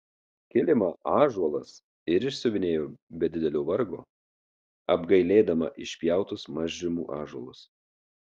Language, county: Lithuanian, Marijampolė